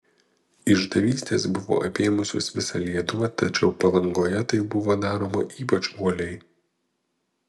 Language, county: Lithuanian, Panevėžys